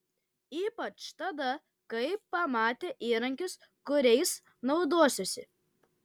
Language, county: Lithuanian, Kaunas